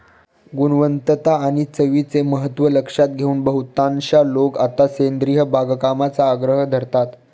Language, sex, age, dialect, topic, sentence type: Marathi, male, 25-30, Standard Marathi, agriculture, statement